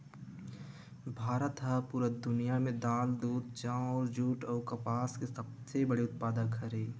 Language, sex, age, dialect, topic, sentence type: Chhattisgarhi, male, 18-24, Western/Budati/Khatahi, agriculture, statement